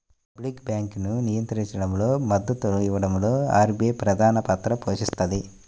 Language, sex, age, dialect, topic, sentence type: Telugu, male, 18-24, Central/Coastal, banking, statement